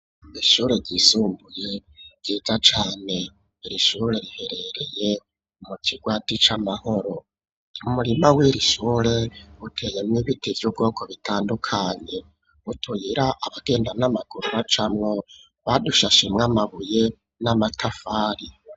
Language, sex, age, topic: Rundi, male, 25-35, education